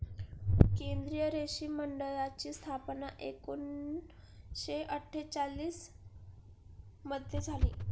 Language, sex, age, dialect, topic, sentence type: Marathi, female, 18-24, Standard Marathi, agriculture, statement